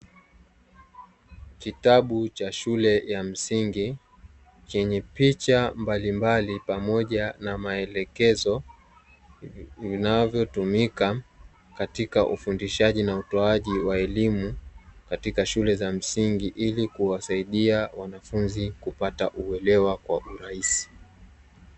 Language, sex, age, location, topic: Swahili, male, 18-24, Dar es Salaam, education